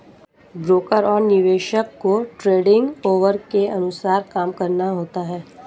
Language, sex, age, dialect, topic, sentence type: Hindi, female, 25-30, Marwari Dhudhari, banking, statement